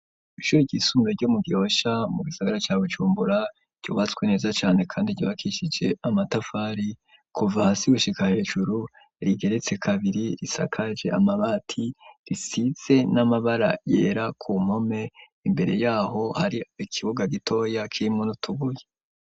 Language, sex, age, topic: Rundi, male, 25-35, education